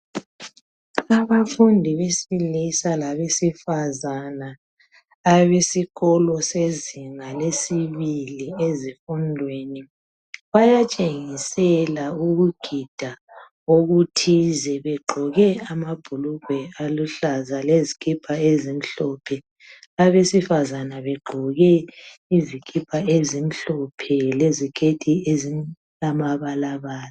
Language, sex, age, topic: North Ndebele, female, 50+, education